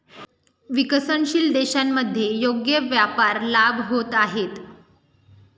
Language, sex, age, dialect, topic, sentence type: Marathi, female, 18-24, Standard Marathi, banking, statement